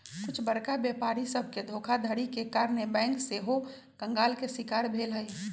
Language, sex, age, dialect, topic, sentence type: Magahi, male, 18-24, Western, banking, statement